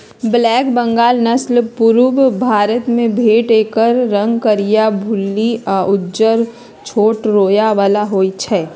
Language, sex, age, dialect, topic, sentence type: Magahi, female, 31-35, Western, agriculture, statement